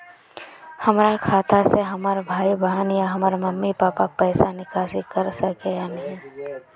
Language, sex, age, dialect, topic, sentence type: Magahi, female, 36-40, Northeastern/Surjapuri, banking, question